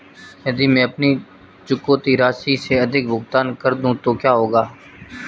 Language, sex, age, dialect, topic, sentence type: Hindi, male, 25-30, Marwari Dhudhari, banking, question